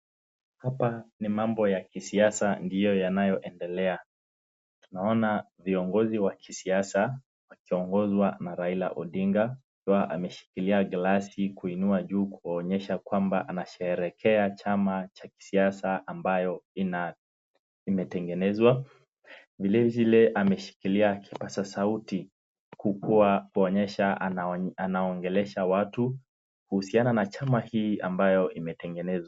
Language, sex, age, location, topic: Swahili, male, 18-24, Nakuru, government